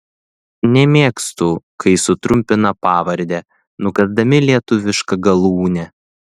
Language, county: Lithuanian, Šiauliai